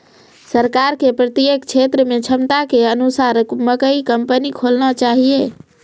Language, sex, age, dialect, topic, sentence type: Maithili, female, 25-30, Angika, agriculture, question